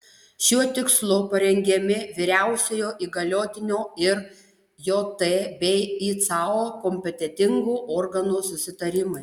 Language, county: Lithuanian, Panevėžys